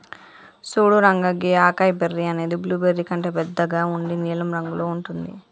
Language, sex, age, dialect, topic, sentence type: Telugu, female, 25-30, Telangana, agriculture, statement